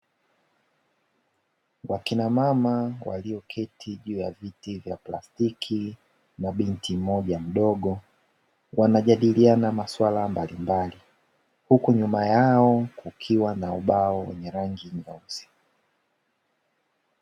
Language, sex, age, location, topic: Swahili, male, 18-24, Dar es Salaam, education